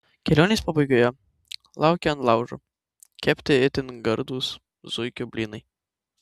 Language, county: Lithuanian, Tauragė